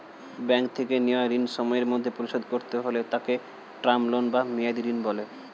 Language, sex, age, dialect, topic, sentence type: Bengali, male, 18-24, Standard Colloquial, banking, statement